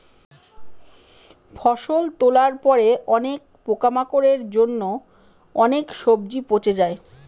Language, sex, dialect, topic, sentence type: Bengali, female, Northern/Varendri, agriculture, statement